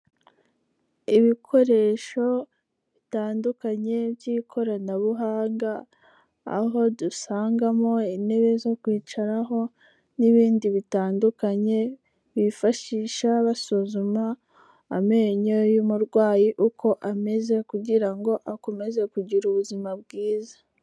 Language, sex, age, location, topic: Kinyarwanda, female, 18-24, Kigali, health